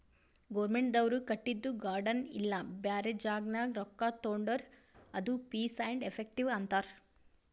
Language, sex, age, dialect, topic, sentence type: Kannada, female, 18-24, Northeastern, banking, statement